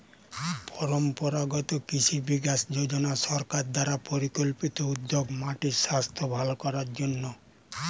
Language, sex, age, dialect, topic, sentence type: Bengali, male, 60-100, Standard Colloquial, agriculture, statement